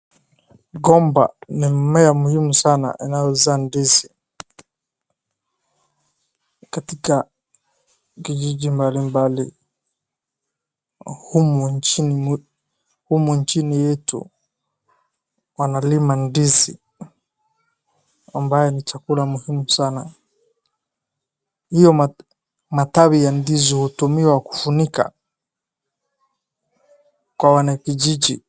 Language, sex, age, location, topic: Swahili, male, 25-35, Wajir, agriculture